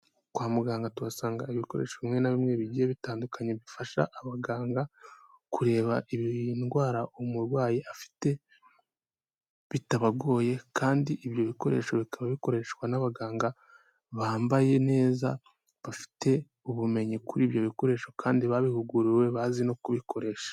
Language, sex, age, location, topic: Kinyarwanda, male, 18-24, Kigali, health